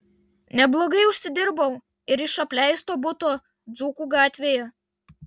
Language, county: Lithuanian, Vilnius